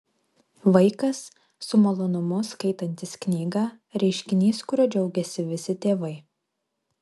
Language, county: Lithuanian, Vilnius